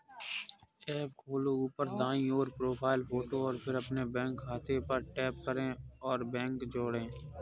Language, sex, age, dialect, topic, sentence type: Hindi, male, 51-55, Kanauji Braj Bhasha, banking, statement